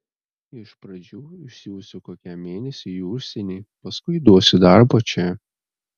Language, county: Lithuanian, Telšiai